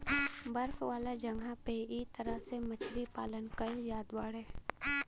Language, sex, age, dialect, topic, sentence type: Bhojpuri, female, 18-24, Western, agriculture, statement